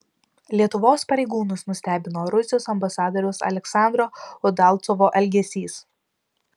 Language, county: Lithuanian, Vilnius